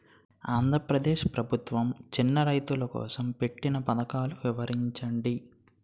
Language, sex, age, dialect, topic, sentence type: Telugu, male, 18-24, Utterandhra, agriculture, question